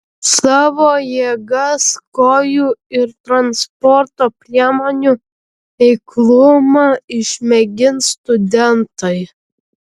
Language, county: Lithuanian, Vilnius